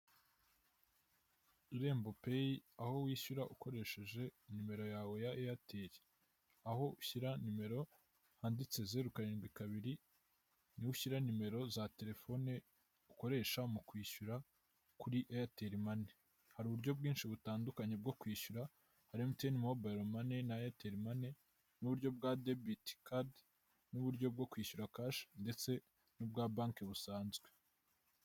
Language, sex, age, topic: Kinyarwanda, male, 18-24, finance